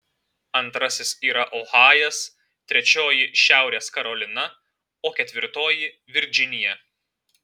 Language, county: Lithuanian, Alytus